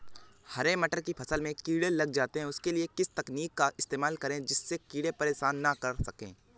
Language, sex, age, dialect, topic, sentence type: Hindi, male, 18-24, Awadhi Bundeli, agriculture, question